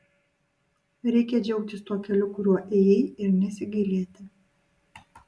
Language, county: Lithuanian, Utena